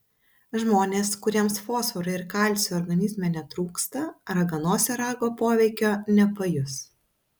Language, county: Lithuanian, Vilnius